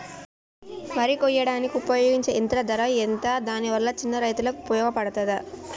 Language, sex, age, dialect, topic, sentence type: Telugu, female, 25-30, Telangana, agriculture, question